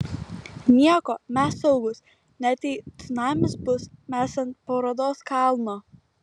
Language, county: Lithuanian, Kaunas